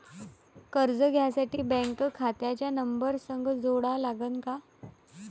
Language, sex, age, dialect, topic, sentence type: Marathi, female, 18-24, Varhadi, banking, question